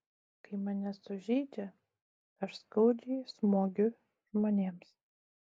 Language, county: Lithuanian, Utena